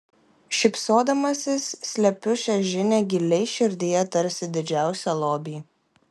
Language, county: Lithuanian, Klaipėda